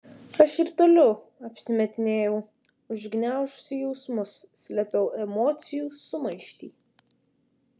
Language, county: Lithuanian, Vilnius